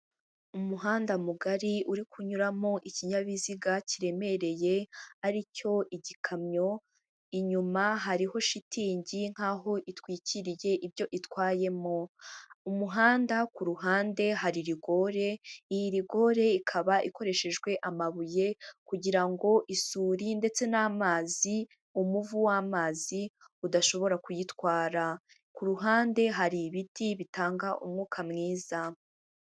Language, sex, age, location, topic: Kinyarwanda, female, 18-24, Huye, government